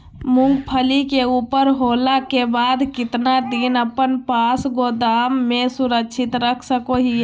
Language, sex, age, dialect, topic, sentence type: Magahi, female, 18-24, Southern, agriculture, question